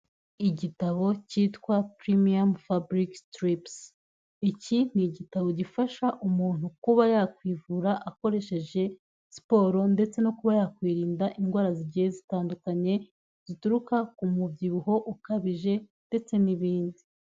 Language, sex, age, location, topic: Kinyarwanda, female, 18-24, Kigali, health